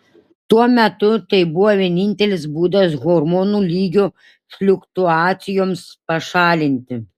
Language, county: Lithuanian, Šiauliai